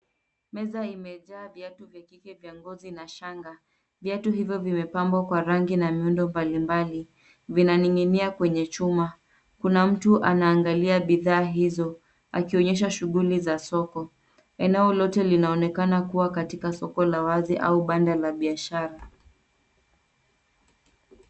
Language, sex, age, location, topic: Swahili, female, 18-24, Nairobi, finance